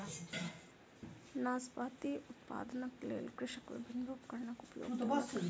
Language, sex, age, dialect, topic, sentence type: Maithili, female, 25-30, Southern/Standard, agriculture, statement